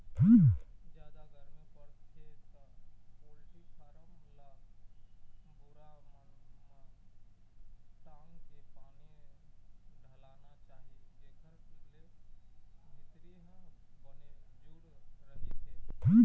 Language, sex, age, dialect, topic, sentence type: Chhattisgarhi, male, 25-30, Eastern, agriculture, statement